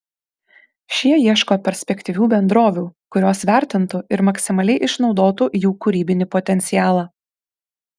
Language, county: Lithuanian, Kaunas